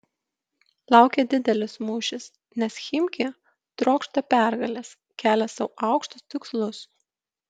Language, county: Lithuanian, Kaunas